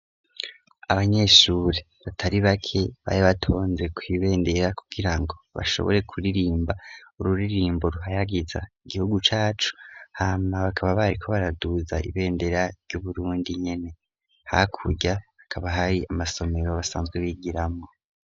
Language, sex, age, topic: Rundi, male, 18-24, education